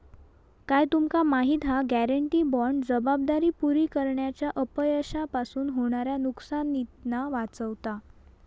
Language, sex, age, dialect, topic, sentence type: Marathi, female, 18-24, Southern Konkan, banking, statement